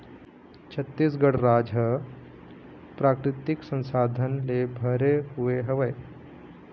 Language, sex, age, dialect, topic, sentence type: Chhattisgarhi, male, 25-30, Eastern, agriculture, statement